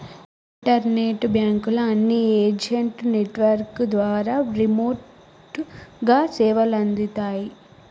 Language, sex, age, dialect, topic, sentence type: Telugu, female, 18-24, Telangana, banking, statement